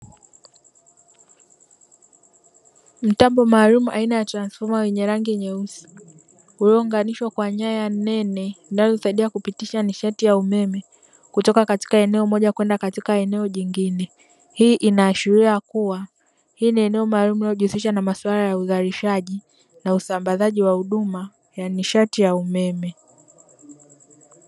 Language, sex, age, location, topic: Swahili, female, 36-49, Dar es Salaam, government